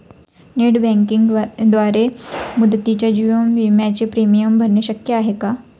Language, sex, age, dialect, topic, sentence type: Marathi, female, 25-30, Standard Marathi, banking, statement